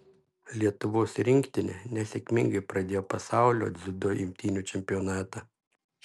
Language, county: Lithuanian, Šiauliai